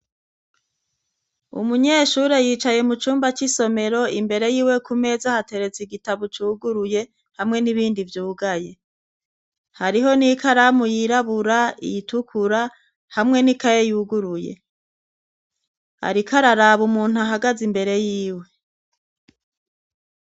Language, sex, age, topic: Rundi, female, 36-49, education